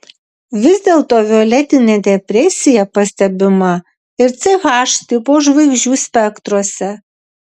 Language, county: Lithuanian, Vilnius